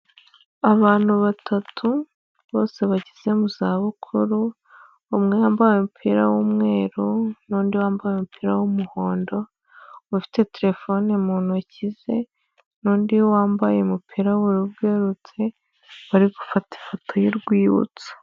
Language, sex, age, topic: Kinyarwanda, female, 25-35, health